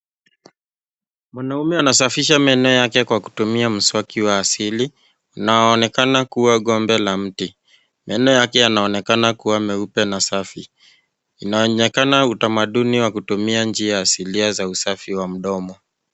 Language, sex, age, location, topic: Swahili, male, 25-35, Nairobi, health